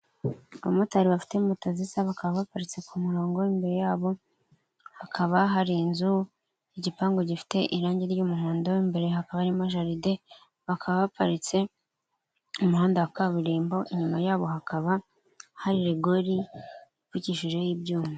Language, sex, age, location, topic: Kinyarwanda, male, 36-49, Kigali, finance